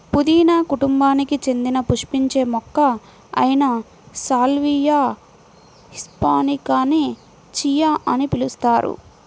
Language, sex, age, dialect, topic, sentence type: Telugu, female, 25-30, Central/Coastal, agriculture, statement